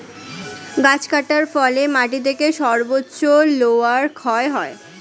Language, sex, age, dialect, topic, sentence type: Bengali, female, 60-100, Standard Colloquial, agriculture, statement